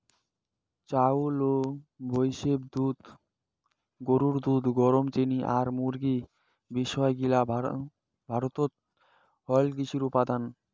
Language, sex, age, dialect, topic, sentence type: Bengali, male, 18-24, Rajbangshi, agriculture, statement